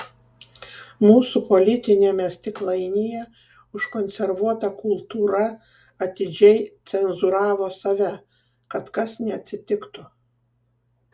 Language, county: Lithuanian, Kaunas